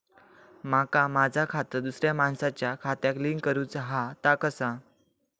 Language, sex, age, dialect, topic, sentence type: Marathi, male, 18-24, Southern Konkan, banking, question